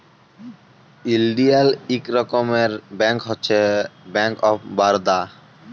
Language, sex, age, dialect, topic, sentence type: Bengali, male, 18-24, Jharkhandi, banking, statement